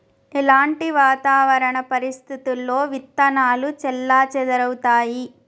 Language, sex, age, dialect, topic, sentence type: Telugu, female, 25-30, Telangana, agriculture, question